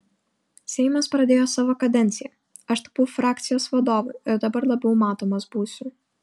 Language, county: Lithuanian, Šiauliai